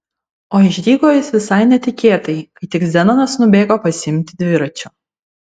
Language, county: Lithuanian, Vilnius